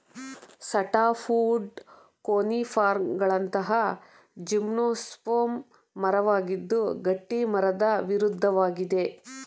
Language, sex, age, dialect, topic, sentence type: Kannada, female, 31-35, Mysore Kannada, agriculture, statement